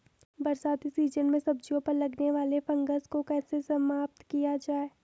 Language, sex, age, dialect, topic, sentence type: Hindi, female, 18-24, Garhwali, agriculture, question